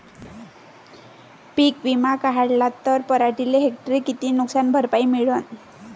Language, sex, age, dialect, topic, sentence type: Marathi, female, 25-30, Varhadi, agriculture, question